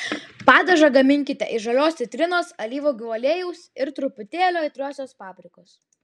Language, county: Lithuanian, Vilnius